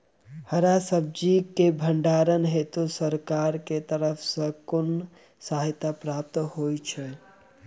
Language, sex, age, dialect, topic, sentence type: Maithili, male, 18-24, Southern/Standard, agriculture, question